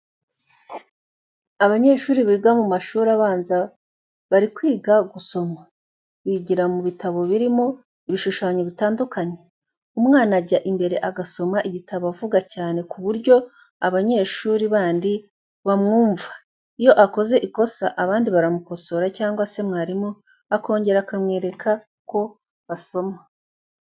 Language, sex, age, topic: Kinyarwanda, female, 25-35, education